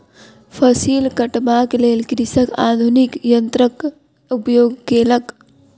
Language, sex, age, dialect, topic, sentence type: Maithili, female, 41-45, Southern/Standard, agriculture, statement